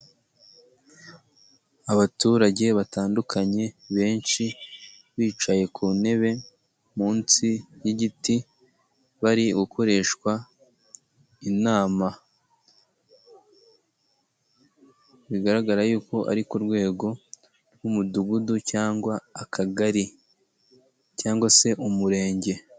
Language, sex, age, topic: Kinyarwanda, male, 18-24, health